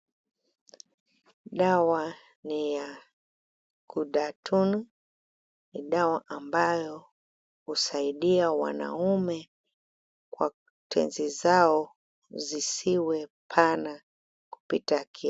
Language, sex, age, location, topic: Swahili, female, 25-35, Kisumu, health